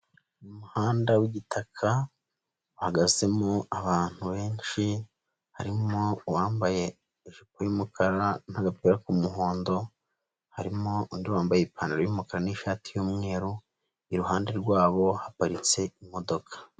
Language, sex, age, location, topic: Kinyarwanda, female, 25-35, Huye, education